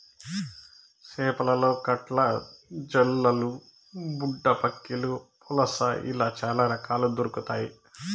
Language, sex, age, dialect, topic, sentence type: Telugu, male, 31-35, Southern, agriculture, statement